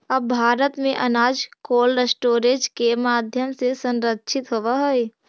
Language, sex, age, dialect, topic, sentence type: Magahi, female, 18-24, Central/Standard, agriculture, statement